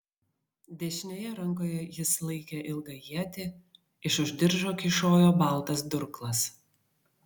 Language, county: Lithuanian, Vilnius